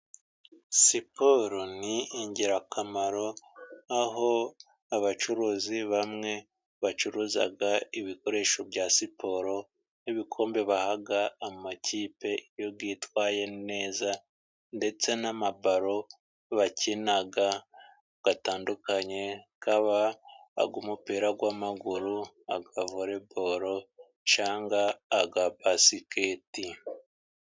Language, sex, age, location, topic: Kinyarwanda, male, 50+, Musanze, government